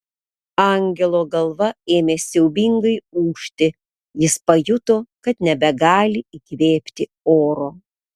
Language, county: Lithuanian, Panevėžys